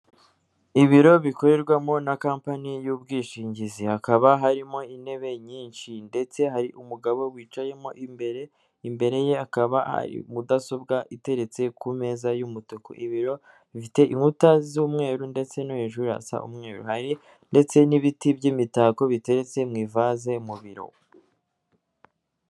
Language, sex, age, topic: Kinyarwanda, female, 18-24, finance